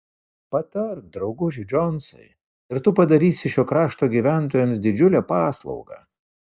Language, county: Lithuanian, Vilnius